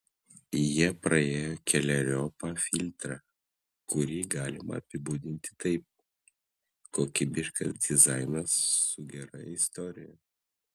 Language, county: Lithuanian, Klaipėda